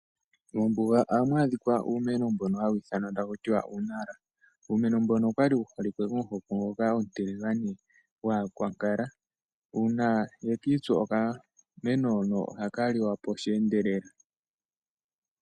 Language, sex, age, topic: Oshiwambo, male, 18-24, agriculture